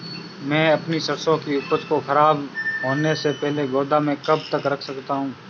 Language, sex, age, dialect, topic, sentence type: Hindi, male, 25-30, Marwari Dhudhari, agriculture, question